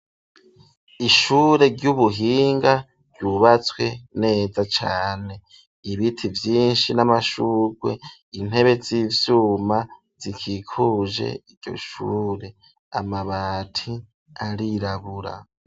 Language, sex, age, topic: Rundi, male, 25-35, education